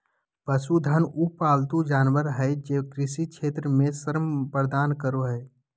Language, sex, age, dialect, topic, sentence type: Magahi, male, 18-24, Southern, agriculture, statement